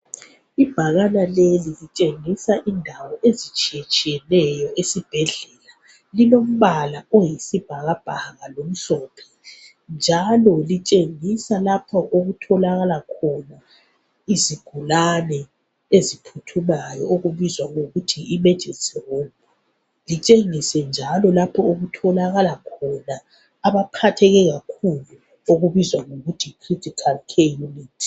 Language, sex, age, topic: North Ndebele, female, 25-35, health